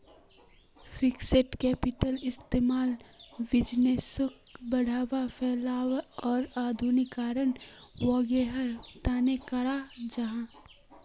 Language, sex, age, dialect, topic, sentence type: Magahi, female, 18-24, Northeastern/Surjapuri, banking, statement